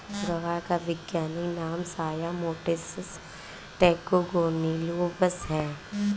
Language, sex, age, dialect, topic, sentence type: Hindi, female, 18-24, Awadhi Bundeli, agriculture, statement